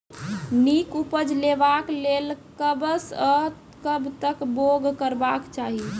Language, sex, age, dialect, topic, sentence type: Maithili, female, 18-24, Angika, agriculture, question